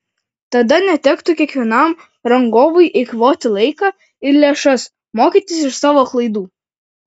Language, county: Lithuanian, Vilnius